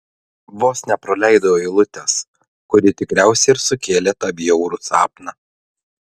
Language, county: Lithuanian, Klaipėda